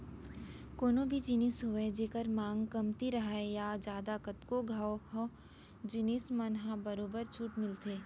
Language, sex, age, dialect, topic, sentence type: Chhattisgarhi, female, 18-24, Central, banking, statement